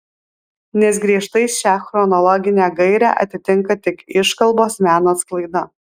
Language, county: Lithuanian, Alytus